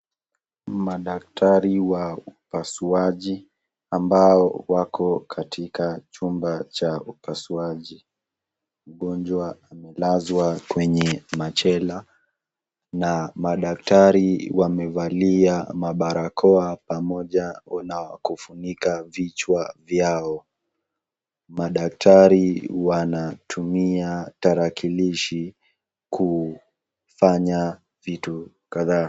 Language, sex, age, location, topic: Swahili, male, 18-24, Nakuru, health